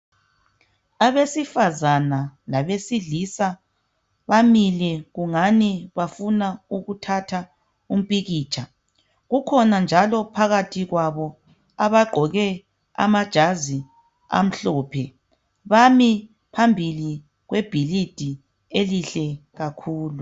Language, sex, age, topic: North Ndebele, female, 36-49, health